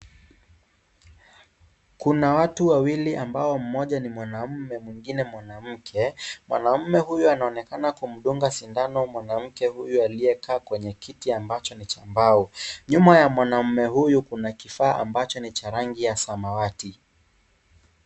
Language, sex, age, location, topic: Swahili, male, 18-24, Kisii, health